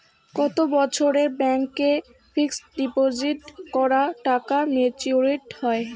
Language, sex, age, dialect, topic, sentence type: Bengali, female, 60-100, Rajbangshi, banking, question